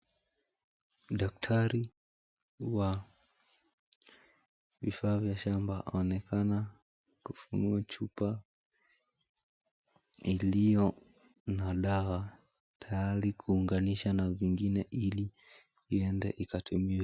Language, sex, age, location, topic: Swahili, male, 18-24, Mombasa, health